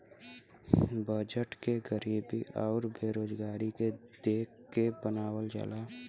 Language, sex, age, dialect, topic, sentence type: Bhojpuri, male, 18-24, Western, banking, statement